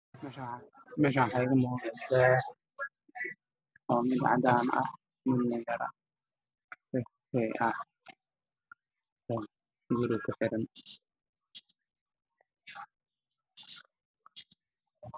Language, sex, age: Somali, male, 18-24